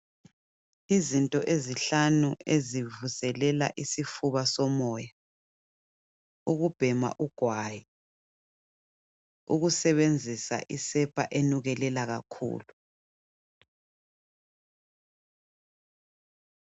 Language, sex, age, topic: North Ndebele, female, 25-35, health